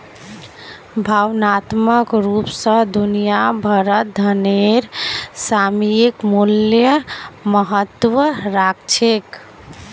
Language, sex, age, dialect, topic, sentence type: Magahi, female, 18-24, Northeastern/Surjapuri, banking, statement